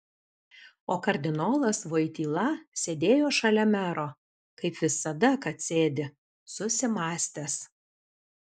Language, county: Lithuanian, Alytus